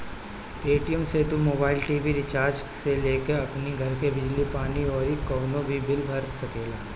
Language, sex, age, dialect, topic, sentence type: Bhojpuri, male, 25-30, Northern, banking, statement